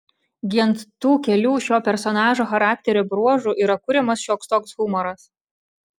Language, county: Lithuanian, Šiauliai